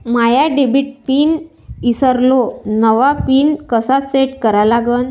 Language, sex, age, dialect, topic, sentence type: Marathi, female, 25-30, Varhadi, banking, question